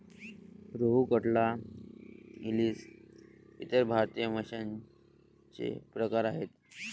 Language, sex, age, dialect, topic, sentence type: Marathi, male, 18-24, Varhadi, agriculture, statement